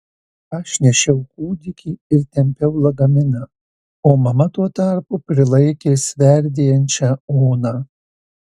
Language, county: Lithuanian, Marijampolė